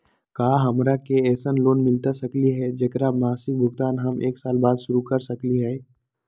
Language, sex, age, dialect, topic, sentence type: Magahi, male, 18-24, Southern, banking, question